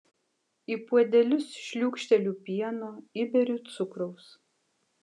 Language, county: Lithuanian, Kaunas